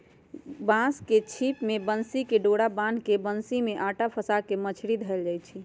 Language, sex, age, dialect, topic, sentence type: Magahi, female, 60-100, Western, agriculture, statement